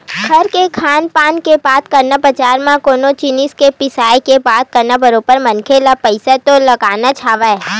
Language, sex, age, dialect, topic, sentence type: Chhattisgarhi, female, 25-30, Western/Budati/Khatahi, banking, statement